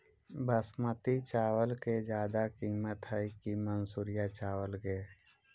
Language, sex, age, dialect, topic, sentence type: Magahi, male, 60-100, Central/Standard, agriculture, question